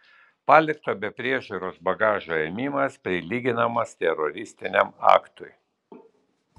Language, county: Lithuanian, Vilnius